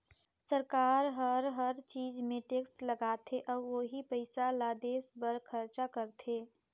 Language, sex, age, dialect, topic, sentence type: Chhattisgarhi, female, 18-24, Northern/Bhandar, banking, statement